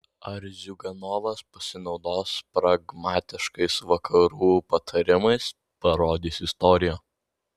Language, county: Lithuanian, Vilnius